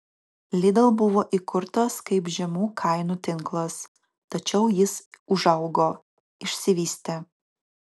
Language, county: Lithuanian, Utena